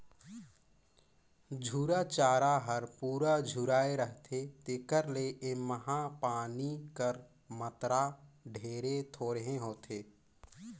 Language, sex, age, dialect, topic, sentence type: Chhattisgarhi, male, 18-24, Northern/Bhandar, agriculture, statement